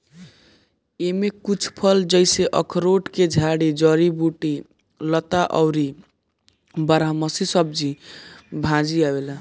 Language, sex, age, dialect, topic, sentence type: Bhojpuri, male, 18-24, Northern, agriculture, statement